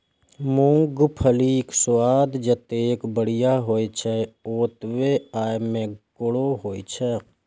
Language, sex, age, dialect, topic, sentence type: Maithili, male, 25-30, Eastern / Thethi, agriculture, statement